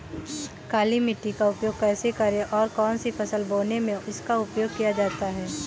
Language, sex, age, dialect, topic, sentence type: Hindi, female, 18-24, Awadhi Bundeli, agriculture, question